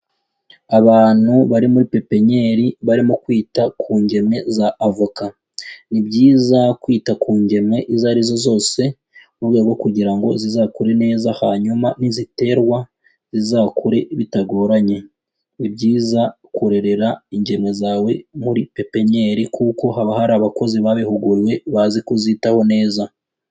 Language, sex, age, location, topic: Kinyarwanda, male, 18-24, Huye, agriculture